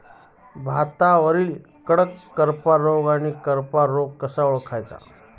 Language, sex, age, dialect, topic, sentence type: Marathi, male, 36-40, Standard Marathi, agriculture, question